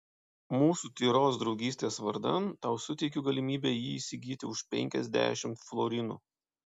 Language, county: Lithuanian, Panevėžys